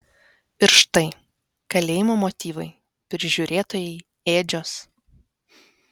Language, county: Lithuanian, Vilnius